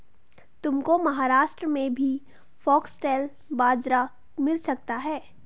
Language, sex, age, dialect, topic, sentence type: Hindi, female, 18-24, Garhwali, agriculture, statement